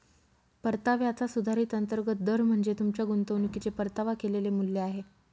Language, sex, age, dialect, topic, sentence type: Marathi, female, 31-35, Northern Konkan, banking, statement